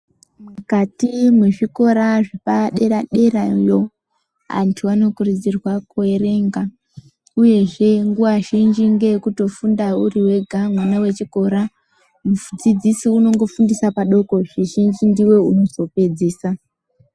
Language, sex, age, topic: Ndau, male, 18-24, education